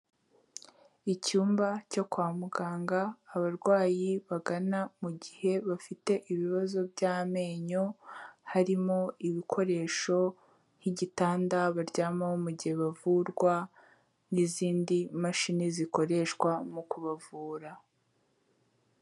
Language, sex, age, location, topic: Kinyarwanda, female, 18-24, Kigali, health